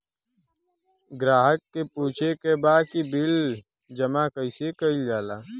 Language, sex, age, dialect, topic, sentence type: Bhojpuri, male, 18-24, Western, banking, question